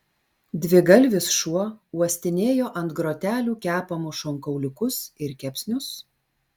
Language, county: Lithuanian, Alytus